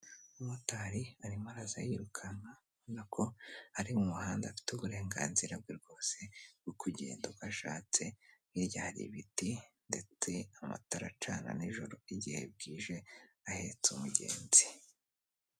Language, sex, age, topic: Kinyarwanda, male, 25-35, government